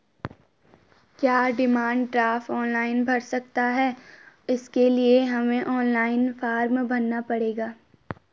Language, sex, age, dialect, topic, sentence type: Hindi, female, 18-24, Garhwali, banking, question